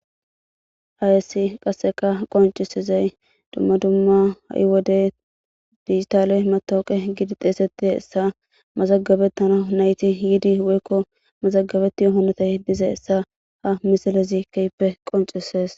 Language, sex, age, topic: Gamo, female, 18-24, government